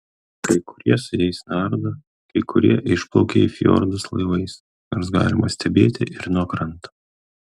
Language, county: Lithuanian, Kaunas